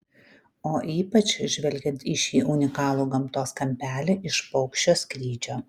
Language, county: Lithuanian, Kaunas